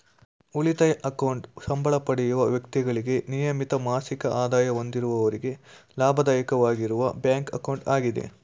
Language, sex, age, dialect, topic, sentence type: Kannada, male, 18-24, Mysore Kannada, banking, statement